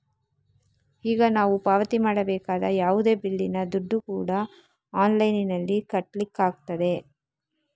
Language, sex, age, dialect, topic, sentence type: Kannada, female, 36-40, Coastal/Dakshin, banking, statement